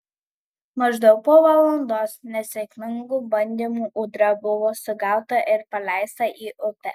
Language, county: Lithuanian, Kaunas